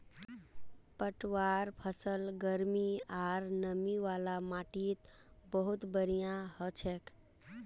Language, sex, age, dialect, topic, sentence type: Magahi, female, 18-24, Northeastern/Surjapuri, agriculture, statement